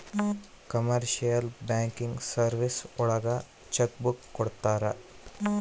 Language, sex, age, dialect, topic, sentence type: Kannada, male, 18-24, Central, banking, statement